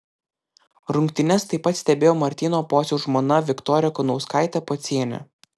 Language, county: Lithuanian, Klaipėda